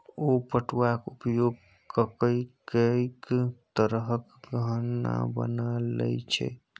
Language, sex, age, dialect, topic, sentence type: Maithili, male, 18-24, Bajjika, agriculture, statement